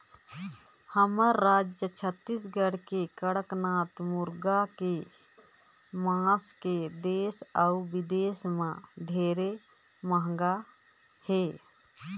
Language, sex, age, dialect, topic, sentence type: Chhattisgarhi, female, 25-30, Northern/Bhandar, agriculture, statement